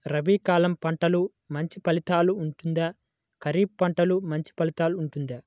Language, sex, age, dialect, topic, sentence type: Telugu, male, 18-24, Central/Coastal, agriculture, question